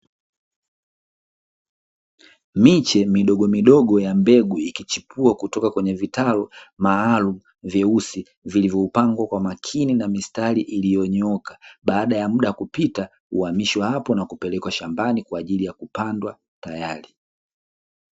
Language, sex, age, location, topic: Swahili, male, 18-24, Dar es Salaam, agriculture